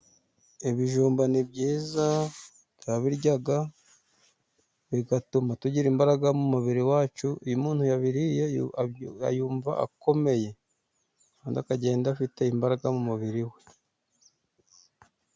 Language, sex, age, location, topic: Kinyarwanda, male, 36-49, Musanze, agriculture